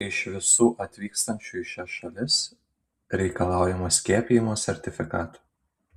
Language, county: Lithuanian, Kaunas